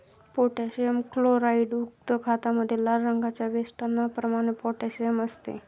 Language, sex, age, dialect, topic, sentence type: Marathi, male, 51-55, Standard Marathi, agriculture, statement